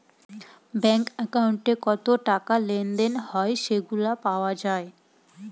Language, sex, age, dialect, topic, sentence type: Bengali, female, 18-24, Northern/Varendri, banking, statement